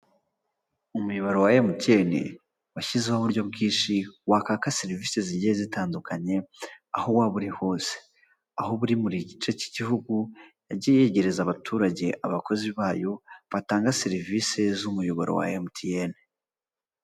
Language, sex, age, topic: Kinyarwanda, female, 25-35, finance